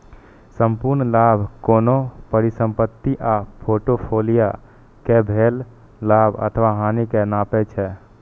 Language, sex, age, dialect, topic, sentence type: Maithili, male, 18-24, Eastern / Thethi, banking, statement